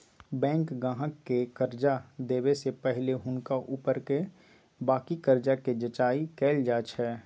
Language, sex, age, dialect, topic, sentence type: Magahi, male, 18-24, Western, banking, statement